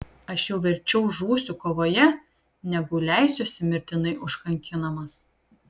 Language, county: Lithuanian, Kaunas